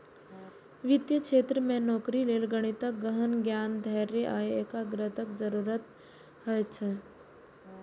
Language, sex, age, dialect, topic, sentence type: Maithili, female, 18-24, Eastern / Thethi, banking, statement